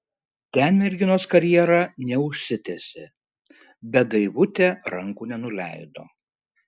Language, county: Lithuanian, Šiauliai